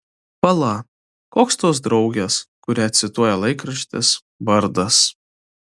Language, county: Lithuanian, Vilnius